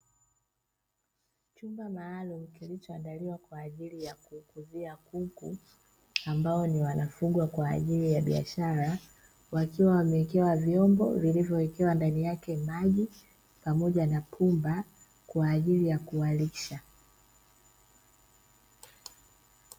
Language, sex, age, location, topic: Swahili, female, 25-35, Dar es Salaam, agriculture